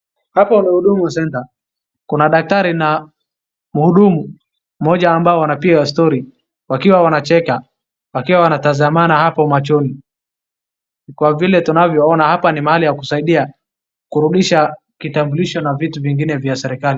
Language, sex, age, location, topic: Swahili, male, 36-49, Wajir, government